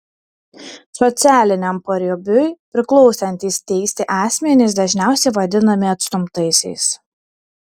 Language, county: Lithuanian, Šiauliai